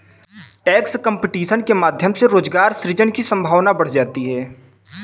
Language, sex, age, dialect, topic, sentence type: Hindi, male, 18-24, Kanauji Braj Bhasha, banking, statement